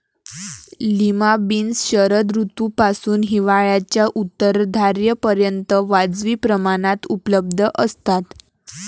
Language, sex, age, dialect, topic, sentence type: Marathi, female, 18-24, Varhadi, agriculture, statement